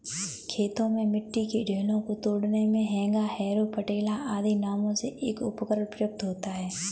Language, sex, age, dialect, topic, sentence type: Hindi, female, 18-24, Kanauji Braj Bhasha, agriculture, statement